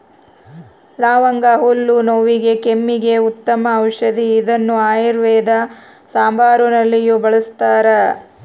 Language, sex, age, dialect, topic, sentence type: Kannada, female, 36-40, Central, agriculture, statement